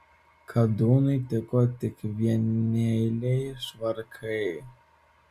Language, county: Lithuanian, Vilnius